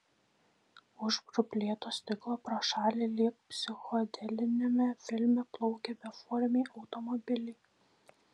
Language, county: Lithuanian, Šiauliai